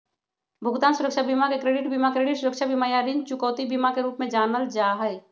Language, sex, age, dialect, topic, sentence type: Magahi, female, 36-40, Western, banking, statement